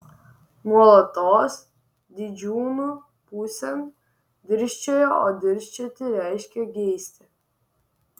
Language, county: Lithuanian, Vilnius